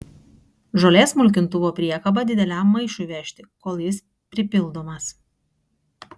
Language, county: Lithuanian, Kaunas